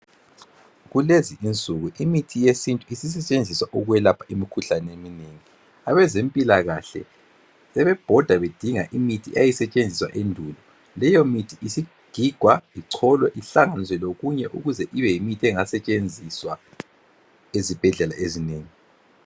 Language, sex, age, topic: North Ndebele, male, 36-49, health